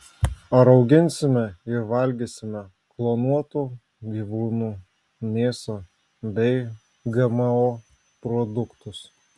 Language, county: Lithuanian, Vilnius